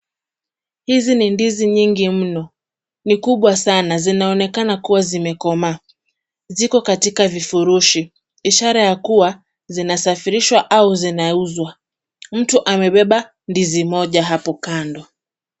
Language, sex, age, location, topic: Swahili, female, 25-35, Kisumu, agriculture